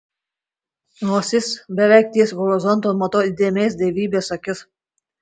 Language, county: Lithuanian, Marijampolė